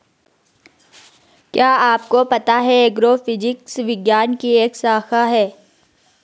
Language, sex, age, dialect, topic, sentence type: Hindi, female, 56-60, Garhwali, agriculture, statement